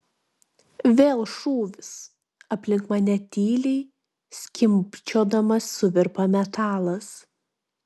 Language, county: Lithuanian, Klaipėda